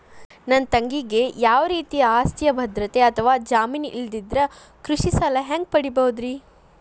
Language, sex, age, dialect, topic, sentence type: Kannada, female, 41-45, Dharwad Kannada, agriculture, statement